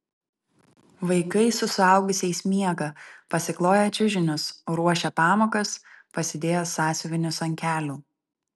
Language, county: Lithuanian, Vilnius